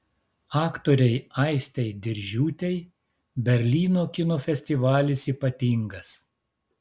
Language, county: Lithuanian, Klaipėda